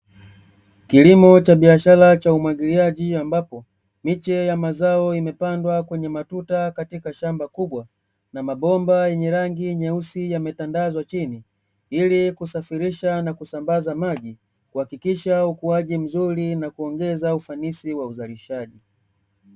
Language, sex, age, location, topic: Swahili, male, 25-35, Dar es Salaam, agriculture